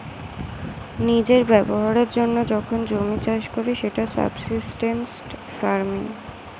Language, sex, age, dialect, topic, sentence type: Bengali, female, 18-24, Standard Colloquial, agriculture, statement